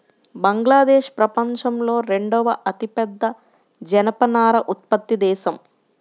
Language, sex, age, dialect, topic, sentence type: Telugu, male, 25-30, Central/Coastal, agriculture, statement